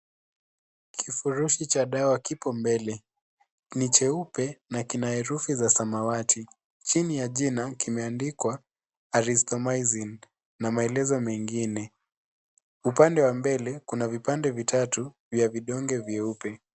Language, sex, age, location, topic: Swahili, male, 18-24, Kisii, health